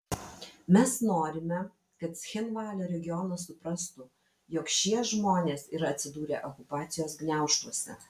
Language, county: Lithuanian, Vilnius